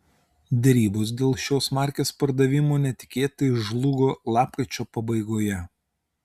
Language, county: Lithuanian, Utena